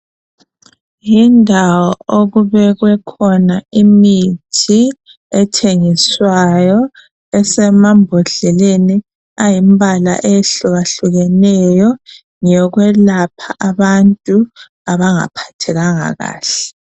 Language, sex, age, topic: North Ndebele, female, 25-35, health